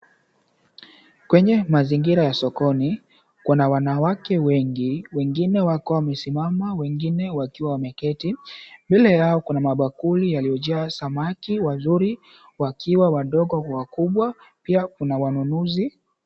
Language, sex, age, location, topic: Swahili, male, 18-24, Mombasa, agriculture